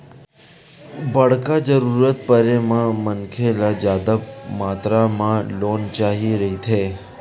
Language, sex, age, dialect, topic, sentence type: Chhattisgarhi, male, 31-35, Western/Budati/Khatahi, banking, statement